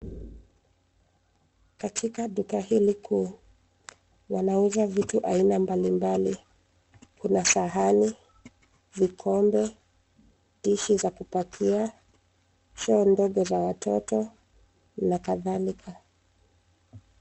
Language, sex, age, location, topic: Swahili, female, 25-35, Nairobi, finance